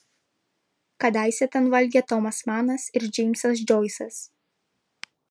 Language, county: Lithuanian, Vilnius